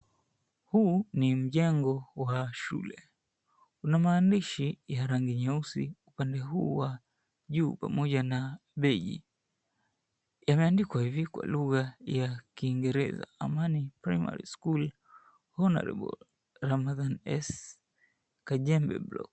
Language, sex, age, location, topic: Swahili, male, 25-35, Mombasa, education